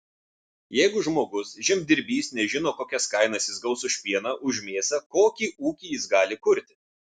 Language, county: Lithuanian, Vilnius